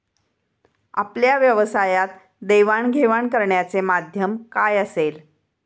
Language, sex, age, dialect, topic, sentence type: Marathi, female, 51-55, Standard Marathi, banking, statement